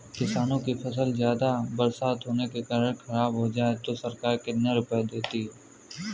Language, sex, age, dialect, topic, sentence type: Hindi, male, 18-24, Kanauji Braj Bhasha, agriculture, question